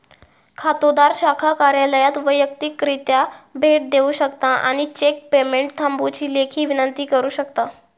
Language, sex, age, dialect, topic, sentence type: Marathi, female, 18-24, Southern Konkan, banking, statement